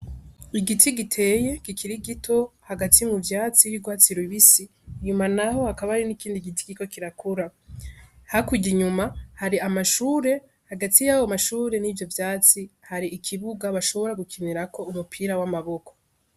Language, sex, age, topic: Rundi, female, 18-24, education